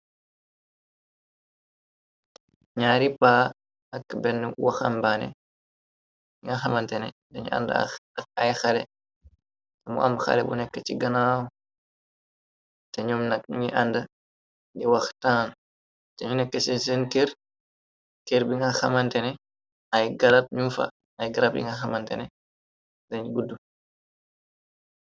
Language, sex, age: Wolof, male, 18-24